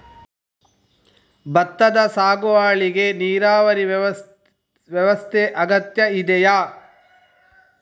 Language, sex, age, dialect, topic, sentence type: Kannada, male, 25-30, Coastal/Dakshin, agriculture, question